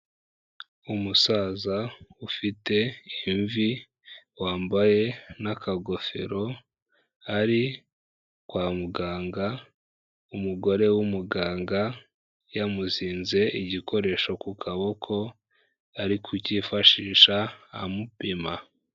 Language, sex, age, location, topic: Kinyarwanda, female, 25-35, Kigali, health